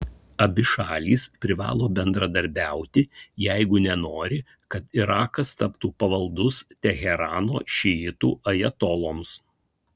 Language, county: Lithuanian, Kaunas